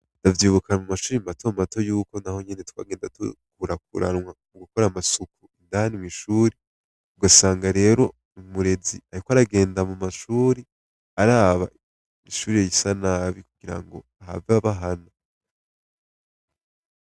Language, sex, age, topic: Rundi, male, 18-24, education